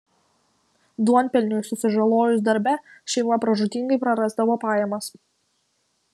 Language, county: Lithuanian, Kaunas